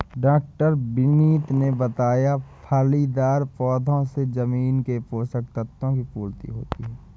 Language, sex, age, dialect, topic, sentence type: Hindi, male, 25-30, Awadhi Bundeli, agriculture, statement